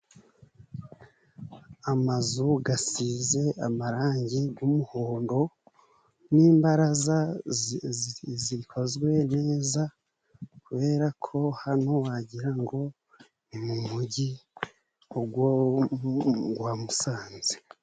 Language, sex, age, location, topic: Kinyarwanda, male, 36-49, Musanze, finance